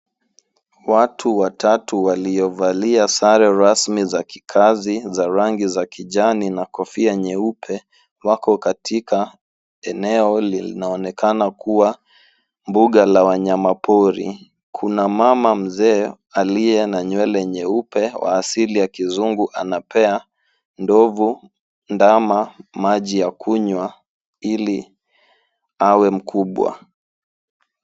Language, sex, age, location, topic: Swahili, male, 18-24, Nairobi, government